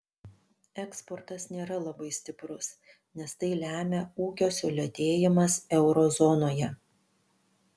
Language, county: Lithuanian, Panevėžys